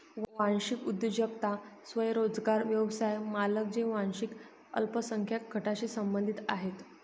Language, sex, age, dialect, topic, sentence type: Marathi, female, 51-55, Northern Konkan, banking, statement